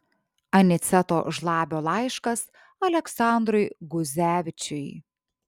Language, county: Lithuanian, Šiauliai